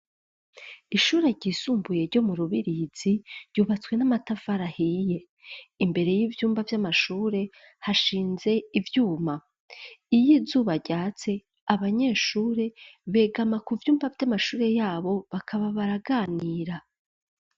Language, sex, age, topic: Rundi, female, 25-35, education